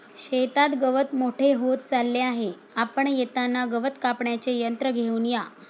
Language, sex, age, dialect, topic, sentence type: Marathi, female, 46-50, Standard Marathi, agriculture, statement